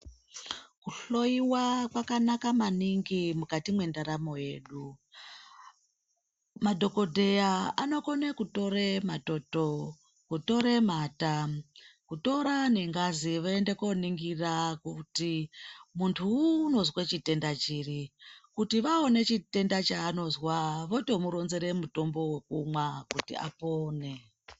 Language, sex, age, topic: Ndau, female, 36-49, health